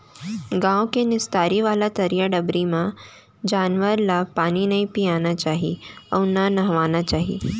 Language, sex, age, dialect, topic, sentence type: Chhattisgarhi, female, 18-24, Central, agriculture, statement